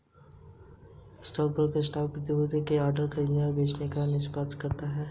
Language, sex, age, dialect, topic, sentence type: Hindi, male, 18-24, Hindustani Malvi Khadi Boli, banking, statement